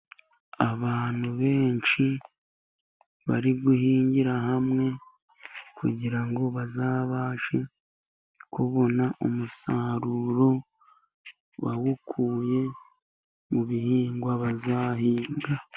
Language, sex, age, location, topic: Kinyarwanda, male, 18-24, Musanze, agriculture